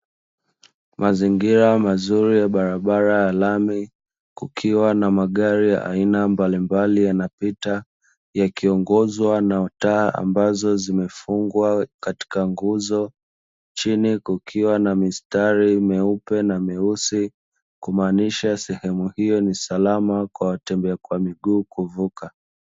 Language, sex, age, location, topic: Swahili, male, 25-35, Dar es Salaam, government